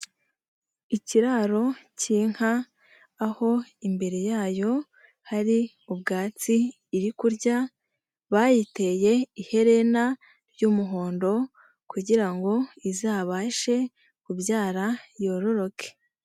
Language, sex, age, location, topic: Kinyarwanda, female, 18-24, Nyagatare, agriculture